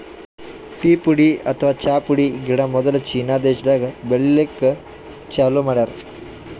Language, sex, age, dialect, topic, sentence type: Kannada, male, 18-24, Northeastern, agriculture, statement